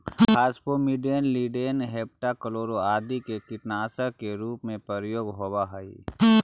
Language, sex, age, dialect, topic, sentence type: Magahi, male, 41-45, Central/Standard, banking, statement